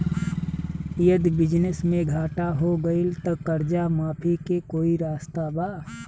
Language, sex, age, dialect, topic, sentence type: Bhojpuri, male, 36-40, Southern / Standard, banking, question